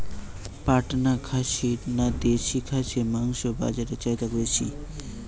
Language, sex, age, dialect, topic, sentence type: Bengali, male, 18-24, Western, agriculture, question